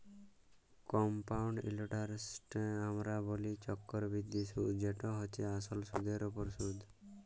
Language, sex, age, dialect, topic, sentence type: Bengali, male, 18-24, Jharkhandi, banking, statement